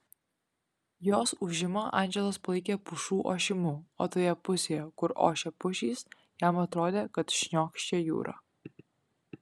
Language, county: Lithuanian, Kaunas